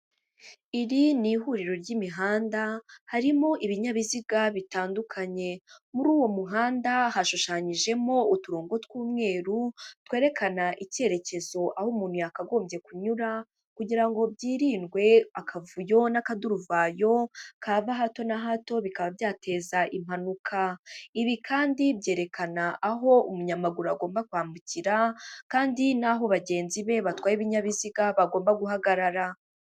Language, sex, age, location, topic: Kinyarwanda, female, 18-24, Huye, government